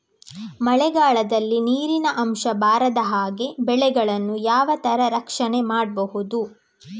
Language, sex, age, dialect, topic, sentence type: Kannada, female, 18-24, Coastal/Dakshin, agriculture, question